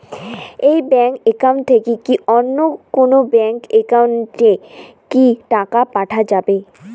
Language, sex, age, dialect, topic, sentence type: Bengali, female, 18-24, Rajbangshi, banking, question